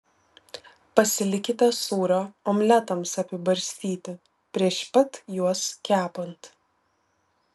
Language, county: Lithuanian, Vilnius